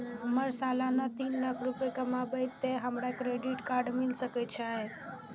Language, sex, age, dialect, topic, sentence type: Maithili, female, 18-24, Eastern / Thethi, banking, question